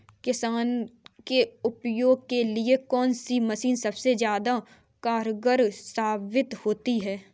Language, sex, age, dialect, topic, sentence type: Hindi, female, 18-24, Kanauji Braj Bhasha, agriculture, question